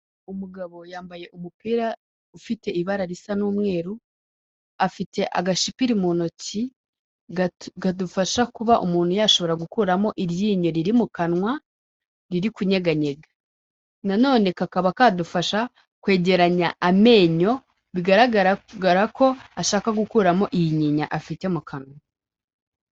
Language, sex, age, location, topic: Kinyarwanda, female, 18-24, Kigali, health